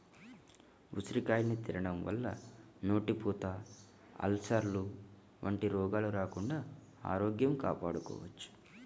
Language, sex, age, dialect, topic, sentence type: Telugu, male, 18-24, Central/Coastal, agriculture, statement